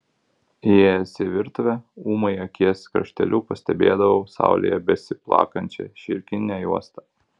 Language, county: Lithuanian, Kaunas